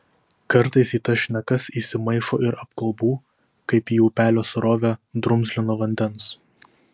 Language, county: Lithuanian, Vilnius